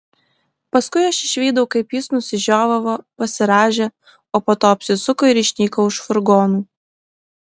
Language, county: Lithuanian, Klaipėda